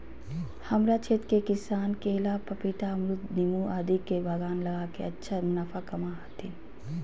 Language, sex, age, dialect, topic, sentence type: Magahi, female, 31-35, Southern, agriculture, statement